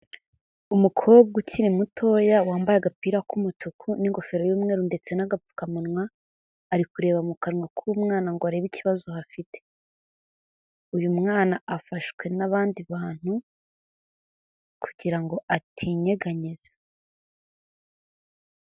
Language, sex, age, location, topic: Kinyarwanda, female, 18-24, Kigali, health